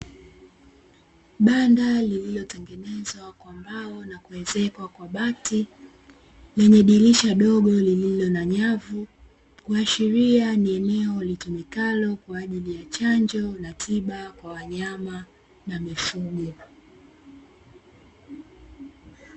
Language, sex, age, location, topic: Swahili, female, 18-24, Dar es Salaam, agriculture